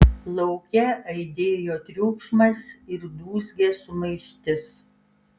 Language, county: Lithuanian, Kaunas